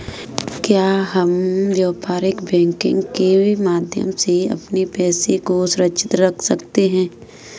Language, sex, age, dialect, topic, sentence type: Hindi, female, 25-30, Kanauji Braj Bhasha, banking, question